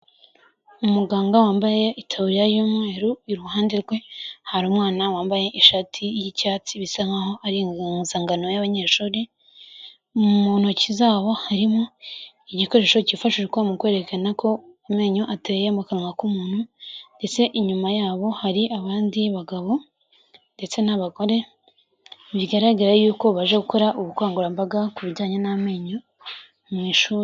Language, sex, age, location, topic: Kinyarwanda, female, 18-24, Kigali, health